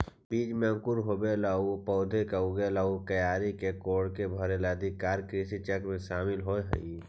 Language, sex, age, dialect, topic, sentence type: Magahi, male, 51-55, Central/Standard, banking, statement